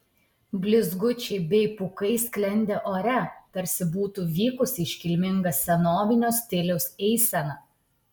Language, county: Lithuanian, Utena